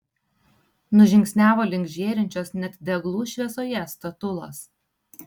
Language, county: Lithuanian, Tauragė